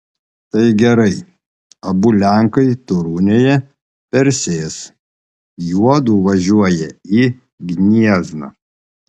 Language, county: Lithuanian, Panevėžys